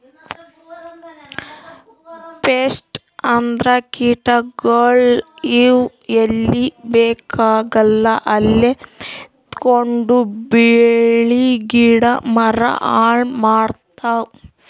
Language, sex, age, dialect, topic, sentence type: Kannada, female, 31-35, Northeastern, agriculture, statement